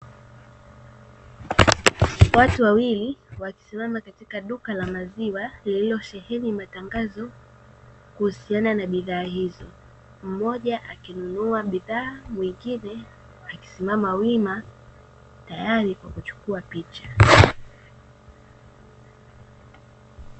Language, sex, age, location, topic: Swahili, female, 18-24, Dar es Salaam, finance